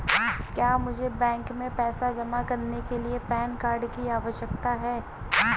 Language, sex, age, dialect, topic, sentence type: Hindi, female, 46-50, Marwari Dhudhari, banking, question